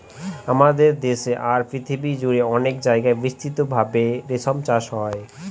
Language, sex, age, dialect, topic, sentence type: Bengali, male, 25-30, Northern/Varendri, agriculture, statement